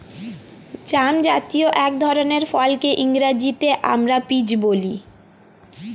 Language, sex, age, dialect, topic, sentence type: Bengali, female, 18-24, Standard Colloquial, agriculture, statement